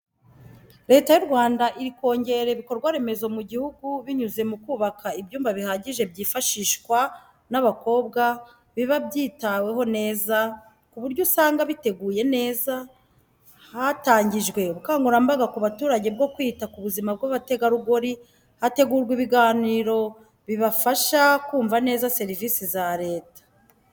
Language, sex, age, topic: Kinyarwanda, female, 50+, education